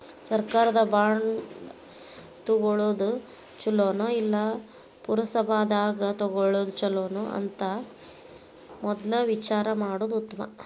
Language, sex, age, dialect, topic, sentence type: Kannada, male, 41-45, Dharwad Kannada, banking, statement